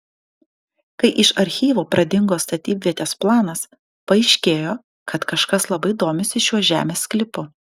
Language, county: Lithuanian, Panevėžys